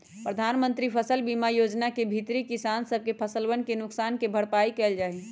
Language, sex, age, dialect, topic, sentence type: Magahi, female, 18-24, Western, agriculture, statement